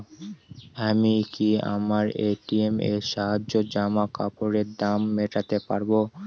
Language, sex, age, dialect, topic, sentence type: Bengali, male, 18-24, Northern/Varendri, banking, question